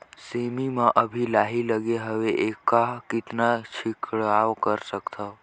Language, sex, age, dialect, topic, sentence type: Chhattisgarhi, male, 18-24, Northern/Bhandar, agriculture, question